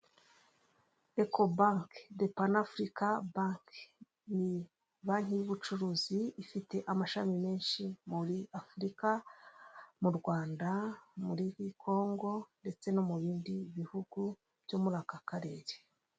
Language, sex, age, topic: Kinyarwanda, female, 36-49, finance